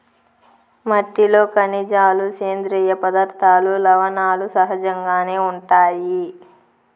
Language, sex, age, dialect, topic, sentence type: Telugu, female, 25-30, Southern, agriculture, statement